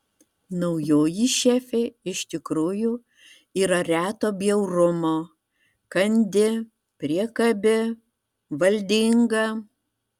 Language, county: Lithuanian, Vilnius